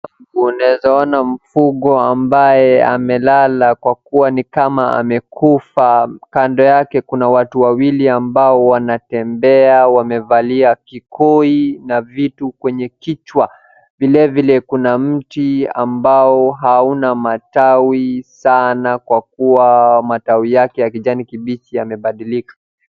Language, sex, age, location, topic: Swahili, male, 18-24, Wajir, health